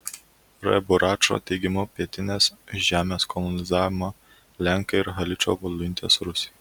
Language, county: Lithuanian, Kaunas